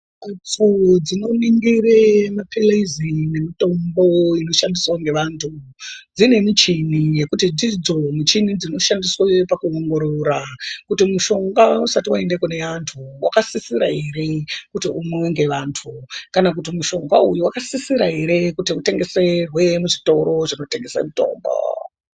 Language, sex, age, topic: Ndau, female, 36-49, health